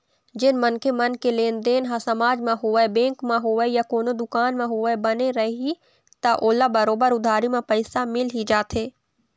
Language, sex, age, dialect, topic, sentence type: Chhattisgarhi, female, 18-24, Eastern, banking, statement